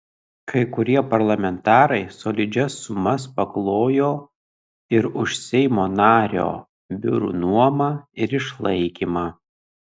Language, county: Lithuanian, Kaunas